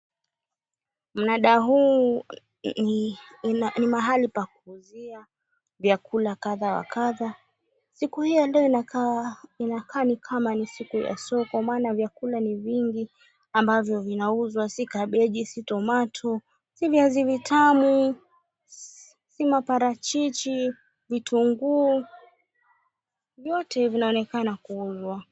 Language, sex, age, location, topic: Swahili, female, 25-35, Mombasa, finance